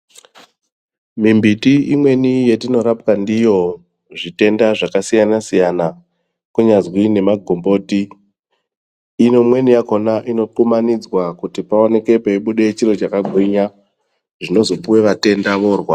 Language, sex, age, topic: Ndau, male, 25-35, health